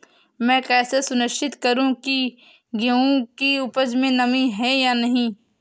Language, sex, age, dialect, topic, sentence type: Hindi, female, 18-24, Awadhi Bundeli, agriculture, question